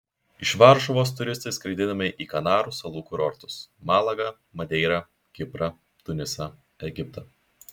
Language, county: Lithuanian, Šiauliai